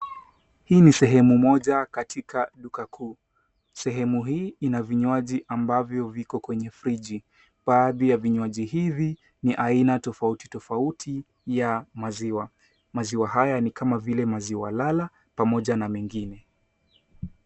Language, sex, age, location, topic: Swahili, male, 18-24, Nairobi, finance